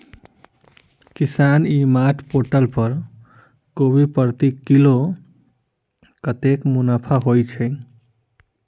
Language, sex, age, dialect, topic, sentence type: Maithili, male, 25-30, Southern/Standard, agriculture, question